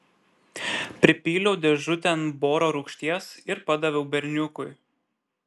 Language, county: Lithuanian, Šiauliai